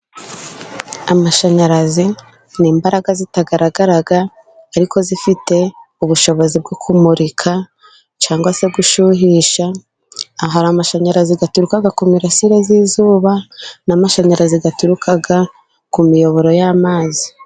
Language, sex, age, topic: Kinyarwanda, female, 18-24, government